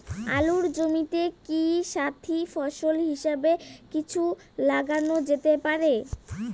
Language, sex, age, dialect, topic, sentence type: Bengali, male, 18-24, Rajbangshi, agriculture, question